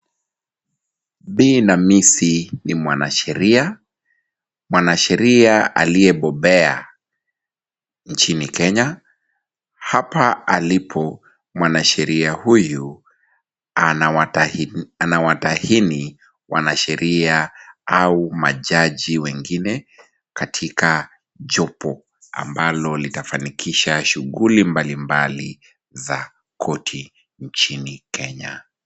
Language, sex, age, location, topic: Swahili, male, 25-35, Kisumu, government